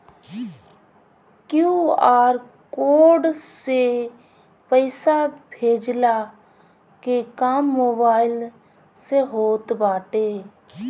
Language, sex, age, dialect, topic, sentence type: Bhojpuri, female, 31-35, Northern, banking, statement